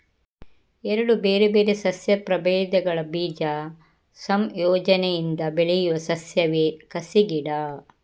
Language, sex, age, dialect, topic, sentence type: Kannada, female, 25-30, Coastal/Dakshin, agriculture, statement